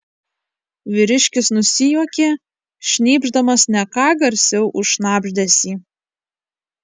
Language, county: Lithuanian, Kaunas